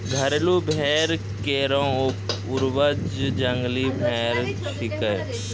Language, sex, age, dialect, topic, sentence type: Maithili, male, 31-35, Angika, agriculture, statement